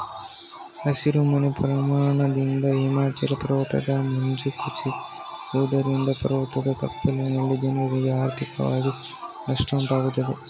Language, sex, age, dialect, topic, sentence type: Kannada, male, 18-24, Mysore Kannada, agriculture, statement